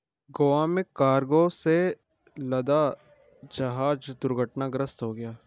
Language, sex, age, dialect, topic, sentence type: Hindi, male, 25-30, Garhwali, banking, statement